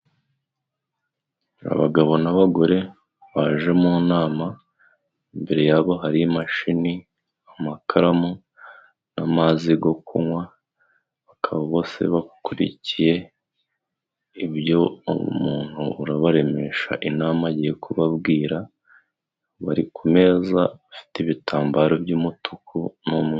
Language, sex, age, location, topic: Kinyarwanda, male, 25-35, Musanze, government